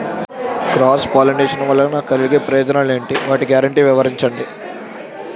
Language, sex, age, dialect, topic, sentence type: Telugu, male, 51-55, Utterandhra, agriculture, question